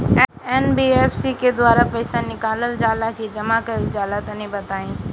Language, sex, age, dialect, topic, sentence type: Bhojpuri, female, 18-24, Northern, banking, question